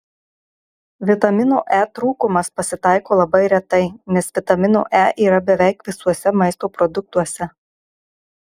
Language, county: Lithuanian, Marijampolė